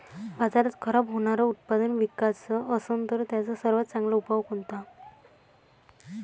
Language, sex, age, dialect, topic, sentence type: Marathi, female, 18-24, Varhadi, agriculture, statement